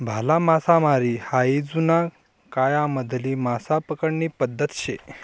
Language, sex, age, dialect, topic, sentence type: Marathi, male, 51-55, Northern Konkan, agriculture, statement